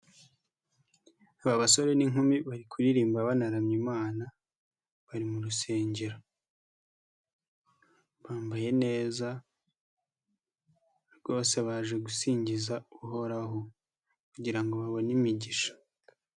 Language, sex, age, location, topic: Kinyarwanda, male, 25-35, Nyagatare, finance